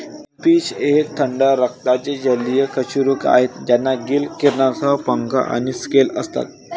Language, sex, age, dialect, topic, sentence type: Marathi, male, 18-24, Varhadi, agriculture, statement